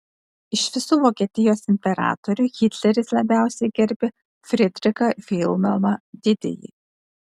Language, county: Lithuanian, Kaunas